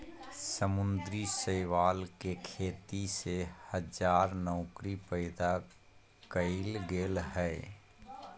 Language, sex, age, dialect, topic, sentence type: Magahi, male, 25-30, Southern, agriculture, statement